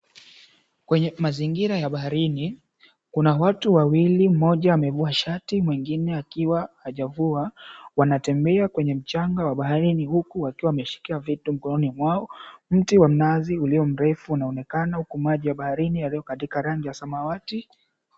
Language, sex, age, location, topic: Swahili, male, 18-24, Mombasa, government